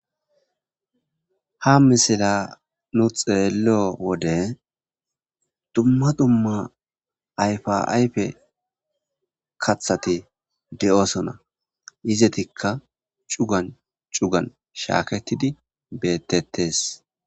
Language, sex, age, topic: Gamo, male, 25-35, agriculture